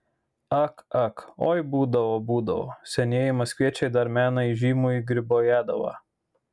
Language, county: Lithuanian, Marijampolė